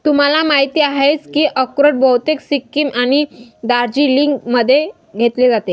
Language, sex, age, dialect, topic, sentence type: Marathi, female, 18-24, Northern Konkan, agriculture, statement